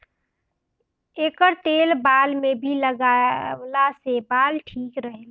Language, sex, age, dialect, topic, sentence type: Bhojpuri, female, 18-24, Northern, agriculture, statement